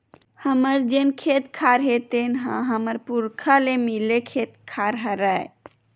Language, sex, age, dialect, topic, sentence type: Chhattisgarhi, female, 31-35, Western/Budati/Khatahi, agriculture, statement